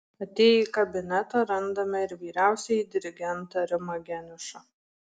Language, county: Lithuanian, Marijampolė